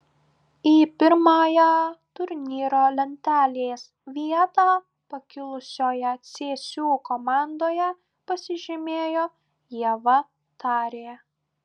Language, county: Lithuanian, Klaipėda